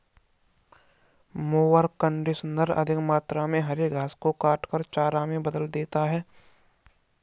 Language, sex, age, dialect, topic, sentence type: Hindi, male, 51-55, Kanauji Braj Bhasha, agriculture, statement